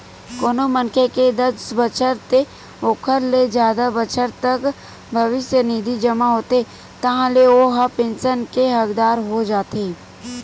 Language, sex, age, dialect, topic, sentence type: Chhattisgarhi, female, 18-24, Western/Budati/Khatahi, banking, statement